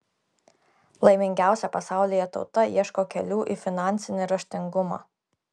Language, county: Lithuanian, Klaipėda